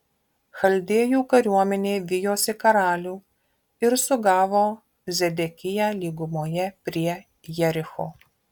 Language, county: Lithuanian, Marijampolė